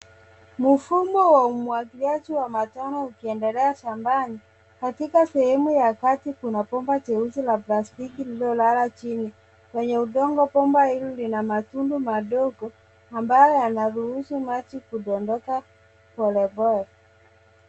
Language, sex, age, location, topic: Swahili, female, 25-35, Nairobi, agriculture